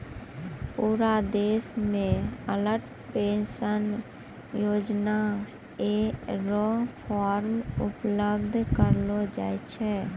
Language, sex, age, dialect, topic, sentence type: Maithili, female, 18-24, Angika, banking, statement